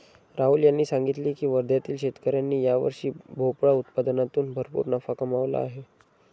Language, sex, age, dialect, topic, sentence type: Marathi, male, 25-30, Standard Marathi, agriculture, statement